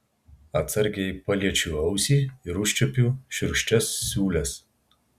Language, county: Lithuanian, Vilnius